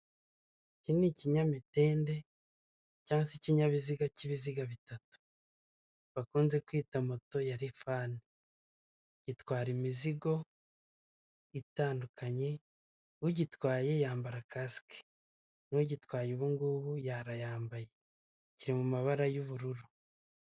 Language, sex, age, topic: Kinyarwanda, male, 25-35, government